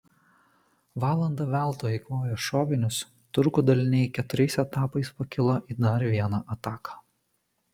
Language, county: Lithuanian, Kaunas